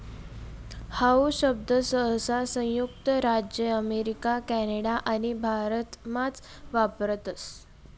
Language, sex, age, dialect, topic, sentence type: Marathi, female, 18-24, Northern Konkan, banking, statement